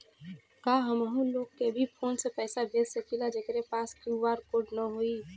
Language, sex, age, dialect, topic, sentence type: Bhojpuri, female, 18-24, Western, banking, question